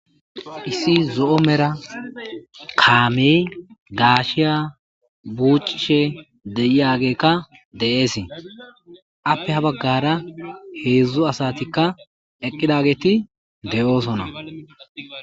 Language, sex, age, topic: Gamo, male, 25-35, agriculture